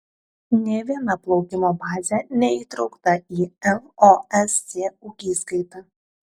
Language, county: Lithuanian, Telšiai